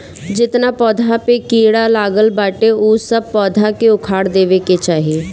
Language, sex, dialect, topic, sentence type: Bhojpuri, female, Northern, agriculture, statement